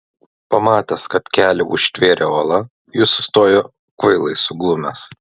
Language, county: Lithuanian, Klaipėda